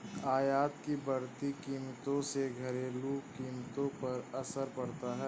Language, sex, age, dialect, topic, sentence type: Hindi, male, 18-24, Awadhi Bundeli, banking, statement